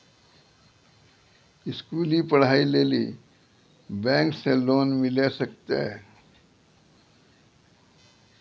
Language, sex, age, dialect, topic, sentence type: Maithili, male, 60-100, Angika, banking, question